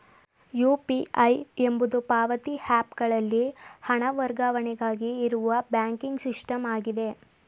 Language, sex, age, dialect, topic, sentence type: Kannada, male, 18-24, Mysore Kannada, banking, statement